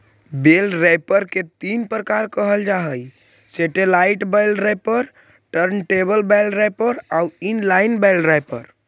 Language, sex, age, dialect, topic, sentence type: Magahi, male, 18-24, Central/Standard, banking, statement